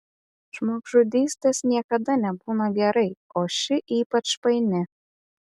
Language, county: Lithuanian, Vilnius